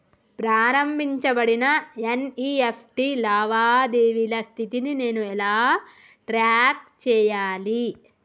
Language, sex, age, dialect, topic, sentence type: Telugu, female, 18-24, Telangana, banking, question